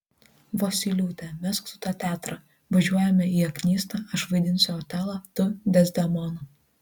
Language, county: Lithuanian, Marijampolė